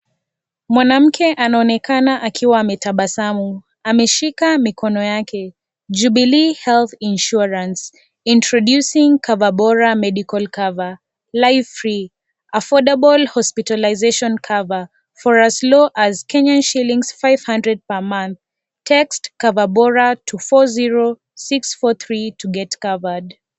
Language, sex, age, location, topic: Swahili, female, 25-35, Kisii, finance